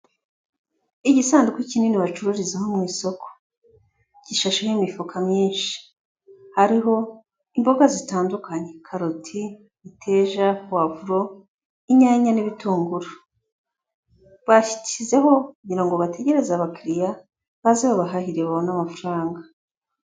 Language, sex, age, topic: Kinyarwanda, female, 25-35, agriculture